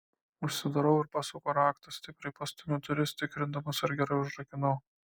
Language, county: Lithuanian, Kaunas